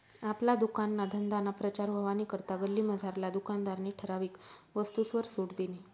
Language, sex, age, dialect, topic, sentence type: Marathi, female, 31-35, Northern Konkan, banking, statement